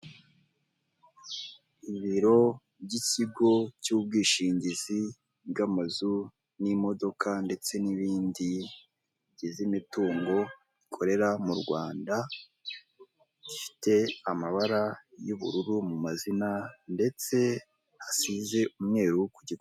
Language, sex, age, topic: Kinyarwanda, male, 18-24, finance